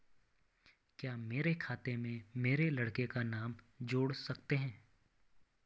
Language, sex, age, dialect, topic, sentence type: Hindi, male, 25-30, Garhwali, banking, question